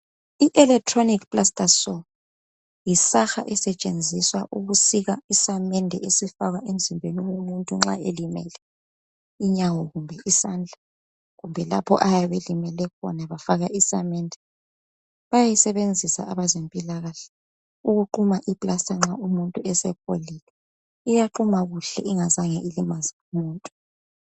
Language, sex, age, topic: North Ndebele, female, 25-35, health